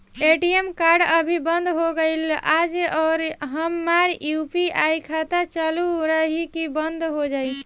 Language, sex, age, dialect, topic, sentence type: Bhojpuri, female, 18-24, Southern / Standard, banking, question